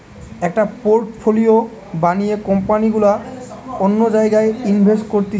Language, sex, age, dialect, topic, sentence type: Bengali, male, 18-24, Western, banking, statement